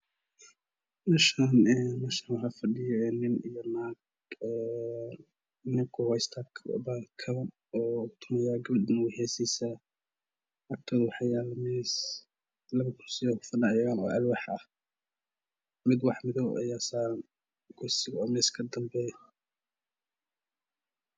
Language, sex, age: Somali, male, 18-24